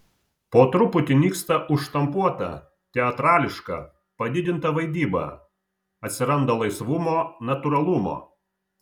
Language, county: Lithuanian, Vilnius